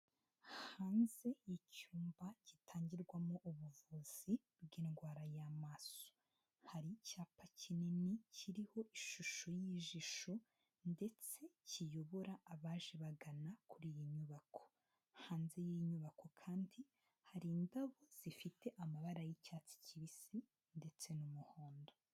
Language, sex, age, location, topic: Kinyarwanda, female, 25-35, Huye, health